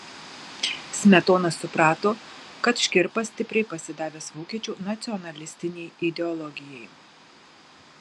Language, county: Lithuanian, Marijampolė